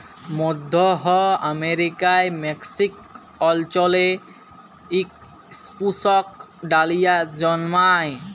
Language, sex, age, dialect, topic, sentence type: Bengali, male, 18-24, Jharkhandi, agriculture, statement